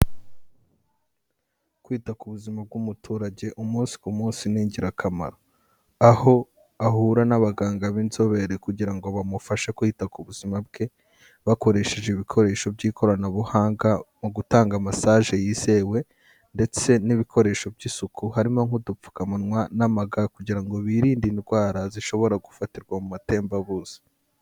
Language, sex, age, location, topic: Kinyarwanda, male, 18-24, Kigali, health